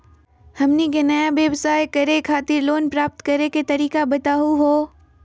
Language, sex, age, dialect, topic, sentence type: Magahi, female, 60-100, Southern, banking, question